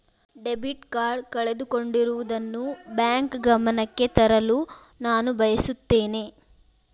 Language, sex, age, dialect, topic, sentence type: Kannada, female, 18-24, Dharwad Kannada, banking, statement